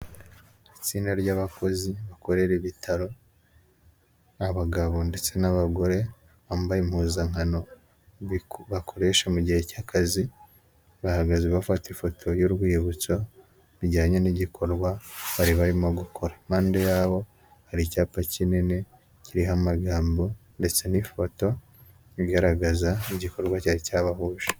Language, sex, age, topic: Kinyarwanda, male, 18-24, health